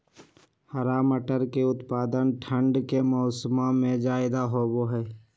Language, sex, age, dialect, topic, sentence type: Magahi, male, 56-60, Western, agriculture, statement